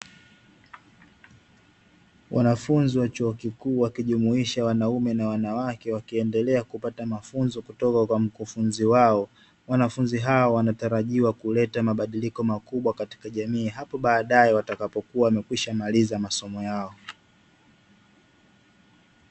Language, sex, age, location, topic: Swahili, male, 18-24, Dar es Salaam, education